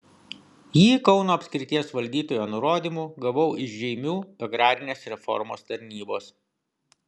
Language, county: Lithuanian, Vilnius